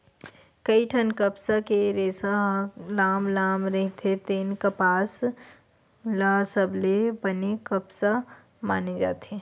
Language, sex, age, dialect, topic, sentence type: Chhattisgarhi, female, 18-24, Western/Budati/Khatahi, agriculture, statement